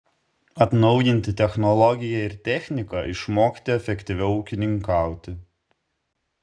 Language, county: Lithuanian, Šiauliai